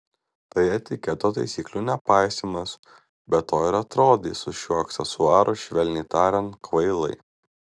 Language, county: Lithuanian, Vilnius